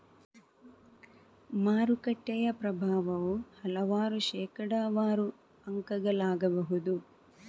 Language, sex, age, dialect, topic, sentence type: Kannada, female, 25-30, Coastal/Dakshin, banking, statement